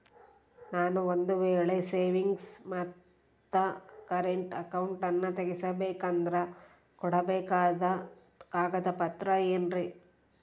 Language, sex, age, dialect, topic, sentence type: Kannada, female, 36-40, Central, banking, question